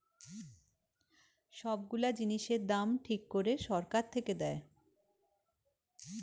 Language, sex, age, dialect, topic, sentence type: Bengali, female, 36-40, Western, banking, statement